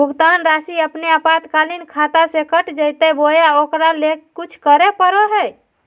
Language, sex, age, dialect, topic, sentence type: Magahi, female, 18-24, Southern, banking, question